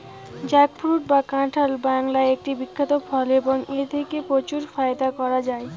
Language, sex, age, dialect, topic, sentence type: Bengali, female, 18-24, Rajbangshi, agriculture, question